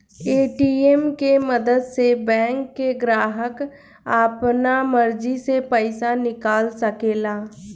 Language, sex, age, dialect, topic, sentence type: Bhojpuri, female, 25-30, Southern / Standard, banking, statement